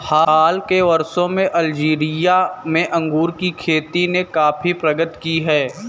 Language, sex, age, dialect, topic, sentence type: Hindi, male, 18-24, Kanauji Braj Bhasha, agriculture, statement